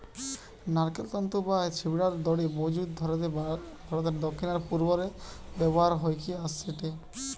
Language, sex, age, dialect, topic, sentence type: Bengali, male, 18-24, Western, agriculture, statement